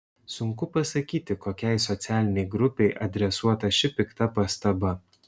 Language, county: Lithuanian, Šiauliai